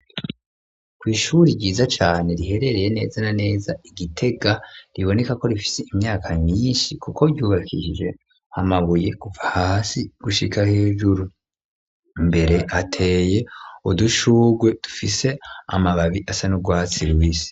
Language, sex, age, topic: Rundi, male, 36-49, education